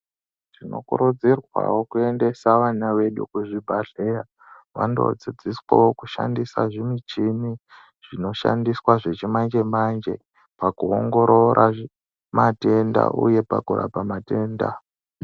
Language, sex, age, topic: Ndau, male, 18-24, health